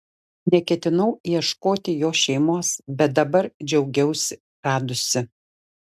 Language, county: Lithuanian, Šiauliai